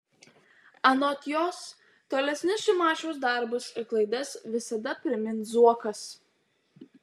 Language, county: Lithuanian, Utena